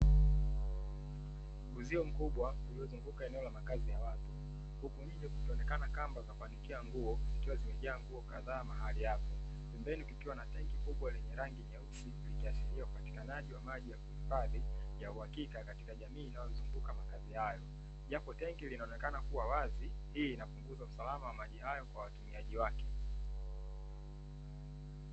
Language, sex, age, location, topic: Swahili, male, 18-24, Dar es Salaam, government